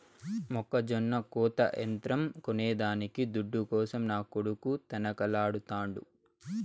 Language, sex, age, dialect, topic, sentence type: Telugu, male, 18-24, Southern, agriculture, statement